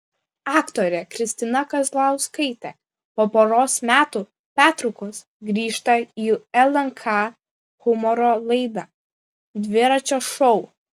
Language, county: Lithuanian, Klaipėda